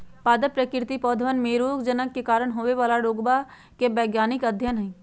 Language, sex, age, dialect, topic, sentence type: Magahi, female, 56-60, Western, agriculture, statement